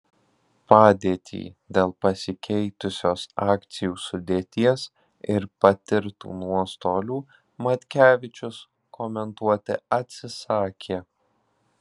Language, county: Lithuanian, Alytus